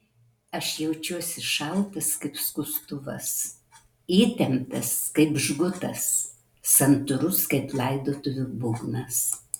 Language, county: Lithuanian, Kaunas